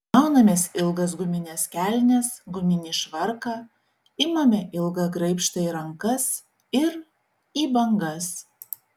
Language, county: Lithuanian, Šiauliai